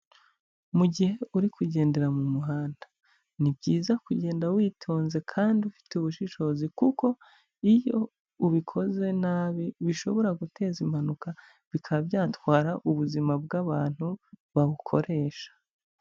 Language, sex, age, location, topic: Kinyarwanda, female, 25-35, Huye, government